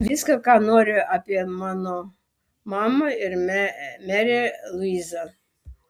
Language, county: Lithuanian, Vilnius